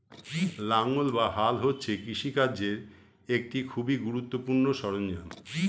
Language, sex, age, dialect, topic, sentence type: Bengali, male, 51-55, Standard Colloquial, agriculture, statement